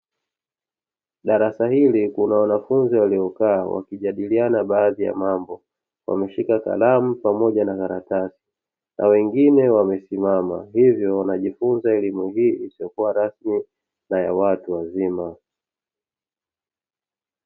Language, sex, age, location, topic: Swahili, male, 25-35, Dar es Salaam, education